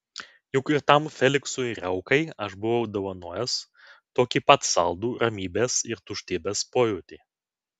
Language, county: Lithuanian, Vilnius